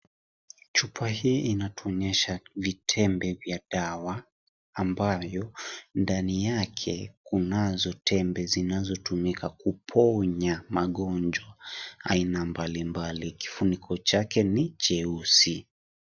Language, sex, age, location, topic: Swahili, male, 18-24, Kisii, health